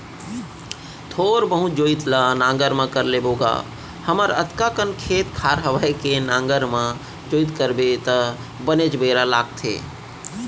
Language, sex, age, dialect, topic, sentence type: Chhattisgarhi, male, 25-30, Central, agriculture, statement